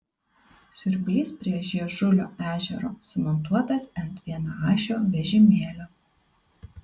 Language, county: Lithuanian, Kaunas